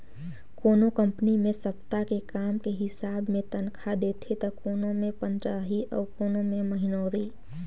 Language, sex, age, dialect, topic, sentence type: Chhattisgarhi, female, 18-24, Northern/Bhandar, banking, statement